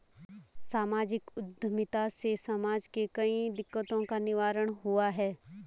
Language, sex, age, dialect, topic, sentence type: Hindi, female, 18-24, Garhwali, banking, statement